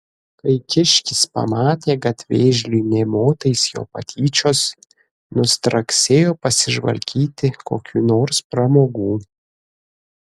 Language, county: Lithuanian, Kaunas